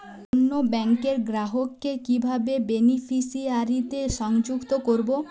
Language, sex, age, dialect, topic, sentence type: Bengali, female, 18-24, Jharkhandi, banking, question